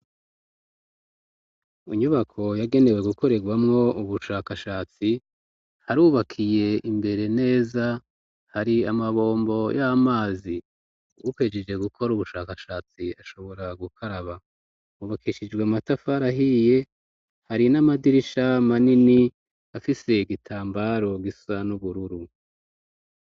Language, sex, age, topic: Rundi, male, 36-49, education